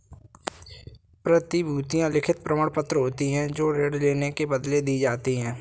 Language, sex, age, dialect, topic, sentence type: Hindi, male, 18-24, Kanauji Braj Bhasha, banking, statement